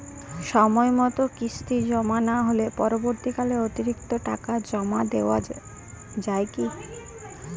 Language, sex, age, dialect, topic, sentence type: Bengali, female, 18-24, Jharkhandi, banking, question